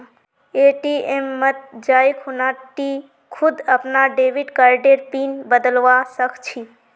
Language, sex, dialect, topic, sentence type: Magahi, female, Northeastern/Surjapuri, banking, statement